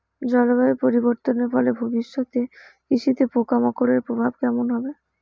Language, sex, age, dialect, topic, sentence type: Bengali, female, 18-24, Rajbangshi, agriculture, question